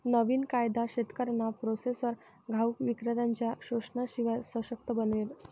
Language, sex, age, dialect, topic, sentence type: Marathi, female, 60-100, Northern Konkan, agriculture, statement